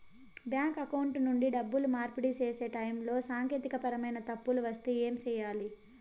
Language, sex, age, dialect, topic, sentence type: Telugu, female, 18-24, Southern, banking, question